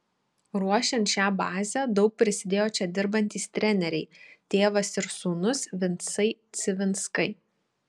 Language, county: Lithuanian, Šiauliai